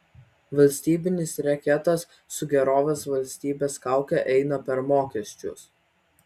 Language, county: Lithuanian, Vilnius